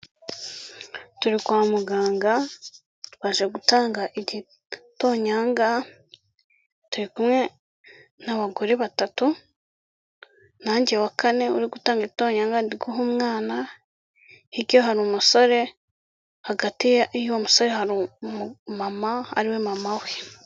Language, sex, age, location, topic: Kinyarwanda, female, 18-24, Kigali, health